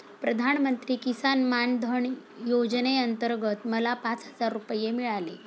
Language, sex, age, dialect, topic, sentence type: Marathi, female, 46-50, Standard Marathi, agriculture, statement